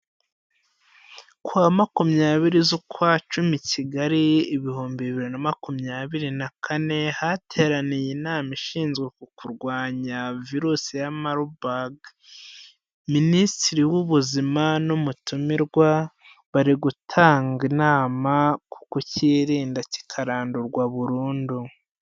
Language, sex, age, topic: Kinyarwanda, male, 25-35, health